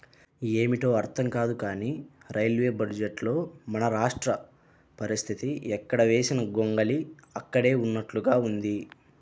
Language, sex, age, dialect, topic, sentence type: Telugu, male, 25-30, Central/Coastal, banking, statement